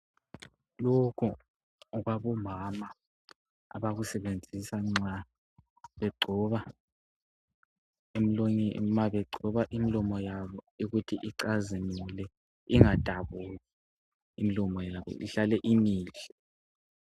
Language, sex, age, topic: North Ndebele, female, 50+, health